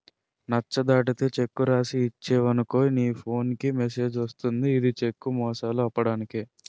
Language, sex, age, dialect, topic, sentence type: Telugu, male, 46-50, Utterandhra, banking, statement